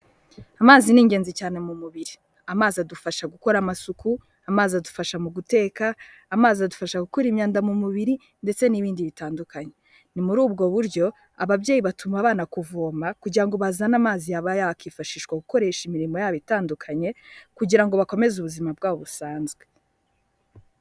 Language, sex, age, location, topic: Kinyarwanda, female, 18-24, Kigali, health